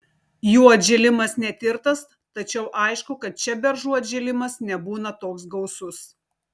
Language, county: Lithuanian, Telšiai